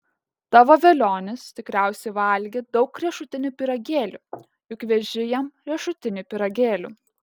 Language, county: Lithuanian, Kaunas